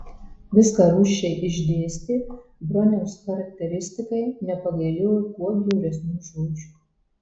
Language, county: Lithuanian, Marijampolė